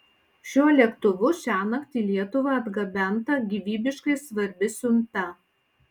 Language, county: Lithuanian, Panevėžys